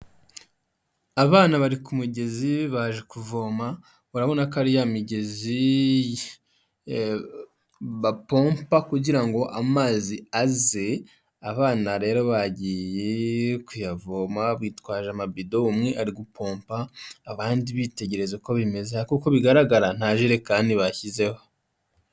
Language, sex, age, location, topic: Kinyarwanda, male, 25-35, Huye, health